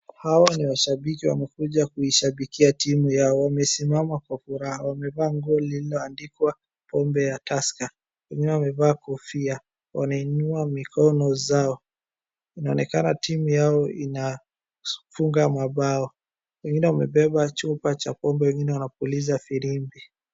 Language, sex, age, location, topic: Swahili, male, 36-49, Wajir, government